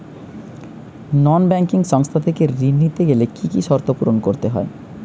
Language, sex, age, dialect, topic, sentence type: Bengali, male, 31-35, Western, banking, question